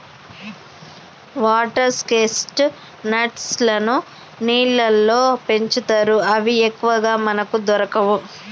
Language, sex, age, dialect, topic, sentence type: Telugu, female, 31-35, Telangana, agriculture, statement